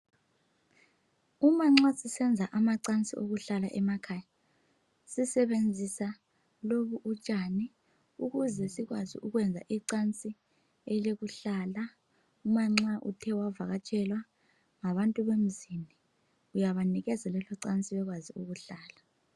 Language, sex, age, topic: North Ndebele, male, 25-35, health